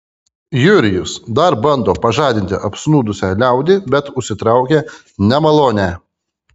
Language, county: Lithuanian, Kaunas